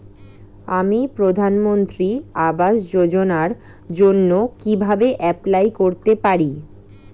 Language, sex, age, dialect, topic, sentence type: Bengali, female, 18-24, Standard Colloquial, banking, question